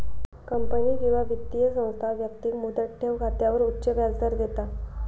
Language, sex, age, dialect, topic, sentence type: Marathi, female, 18-24, Southern Konkan, banking, statement